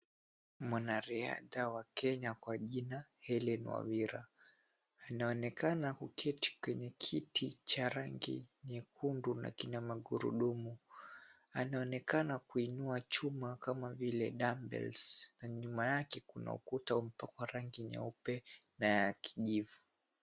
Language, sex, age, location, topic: Swahili, female, 18-24, Mombasa, education